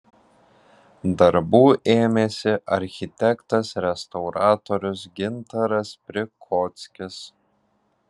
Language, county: Lithuanian, Alytus